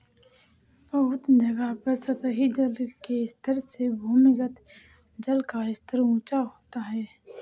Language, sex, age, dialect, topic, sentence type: Hindi, female, 18-24, Awadhi Bundeli, agriculture, statement